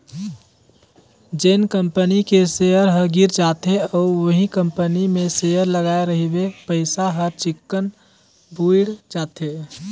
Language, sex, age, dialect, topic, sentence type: Chhattisgarhi, male, 18-24, Northern/Bhandar, banking, statement